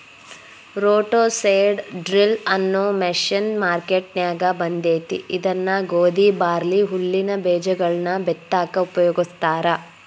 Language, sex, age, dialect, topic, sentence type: Kannada, female, 18-24, Dharwad Kannada, agriculture, statement